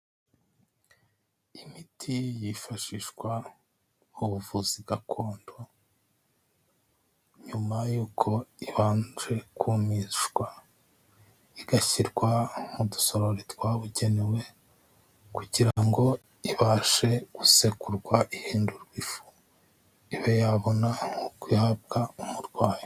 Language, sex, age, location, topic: Kinyarwanda, male, 25-35, Kigali, health